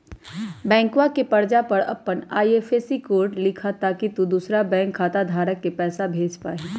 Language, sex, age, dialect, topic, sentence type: Magahi, female, 18-24, Western, banking, statement